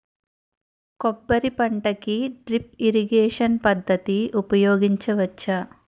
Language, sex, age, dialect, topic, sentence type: Telugu, female, 41-45, Utterandhra, agriculture, question